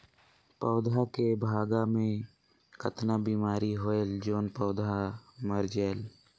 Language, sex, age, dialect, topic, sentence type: Chhattisgarhi, male, 46-50, Northern/Bhandar, agriculture, question